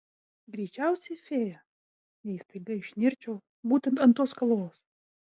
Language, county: Lithuanian, Vilnius